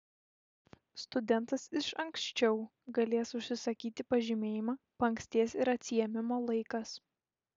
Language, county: Lithuanian, Šiauliai